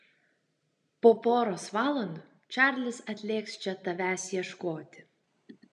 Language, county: Lithuanian, Kaunas